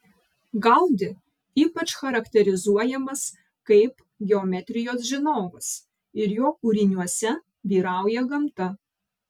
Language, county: Lithuanian, Vilnius